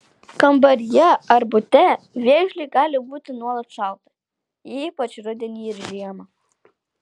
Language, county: Lithuanian, Alytus